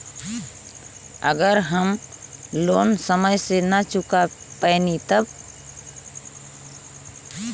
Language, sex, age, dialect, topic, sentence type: Bhojpuri, female, 18-24, Western, banking, question